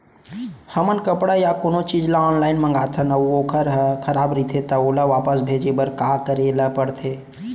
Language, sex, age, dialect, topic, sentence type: Chhattisgarhi, male, 25-30, Central, agriculture, question